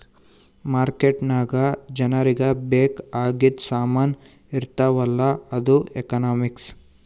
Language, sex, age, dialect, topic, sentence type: Kannada, male, 18-24, Northeastern, banking, statement